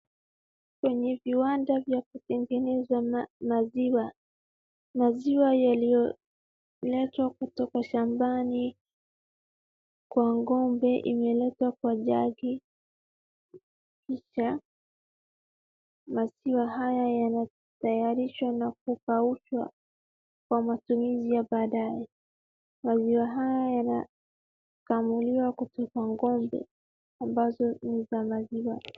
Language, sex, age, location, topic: Swahili, female, 18-24, Wajir, agriculture